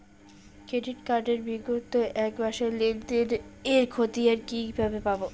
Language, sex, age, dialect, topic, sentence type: Bengali, female, 18-24, Rajbangshi, banking, question